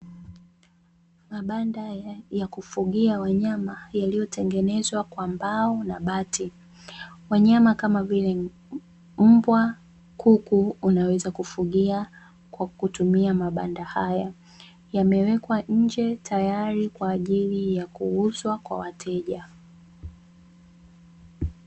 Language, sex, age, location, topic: Swahili, female, 25-35, Dar es Salaam, agriculture